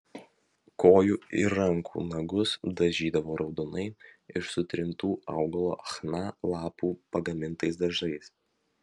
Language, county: Lithuanian, Vilnius